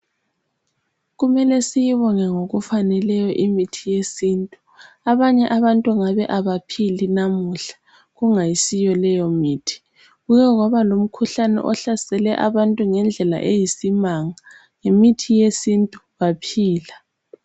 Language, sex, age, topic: North Ndebele, female, 18-24, health